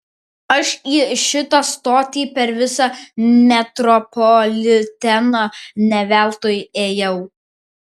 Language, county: Lithuanian, Vilnius